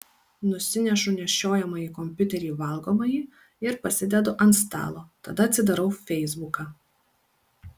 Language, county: Lithuanian, Kaunas